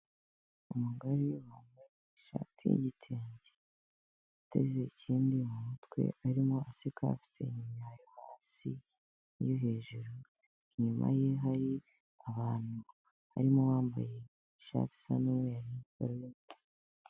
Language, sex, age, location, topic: Kinyarwanda, female, 18-24, Kigali, health